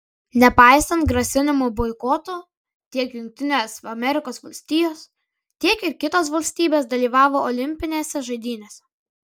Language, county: Lithuanian, Kaunas